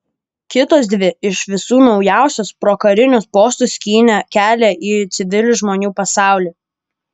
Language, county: Lithuanian, Kaunas